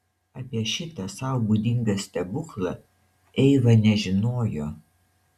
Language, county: Lithuanian, Šiauliai